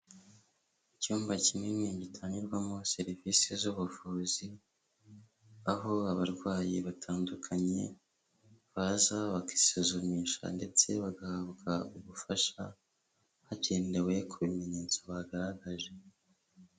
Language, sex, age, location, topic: Kinyarwanda, male, 25-35, Huye, health